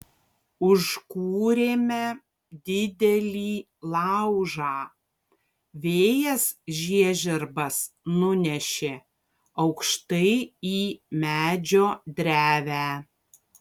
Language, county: Lithuanian, Kaunas